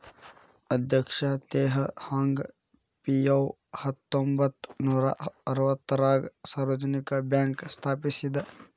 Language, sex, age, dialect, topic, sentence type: Kannada, male, 18-24, Dharwad Kannada, banking, statement